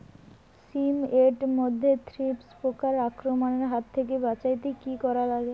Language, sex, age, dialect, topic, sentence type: Bengali, female, 18-24, Rajbangshi, agriculture, question